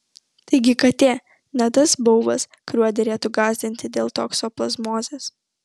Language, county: Lithuanian, Vilnius